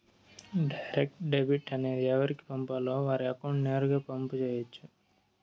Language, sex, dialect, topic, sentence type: Telugu, male, Southern, banking, statement